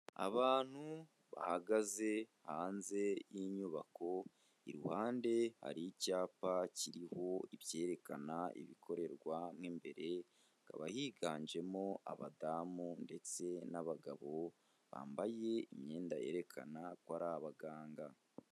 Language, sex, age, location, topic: Kinyarwanda, male, 25-35, Kigali, health